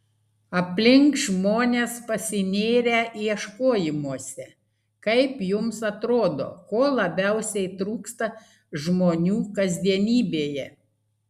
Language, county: Lithuanian, Klaipėda